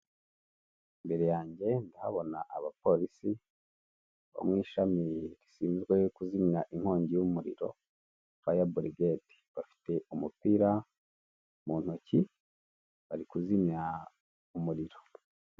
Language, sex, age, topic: Kinyarwanda, male, 18-24, government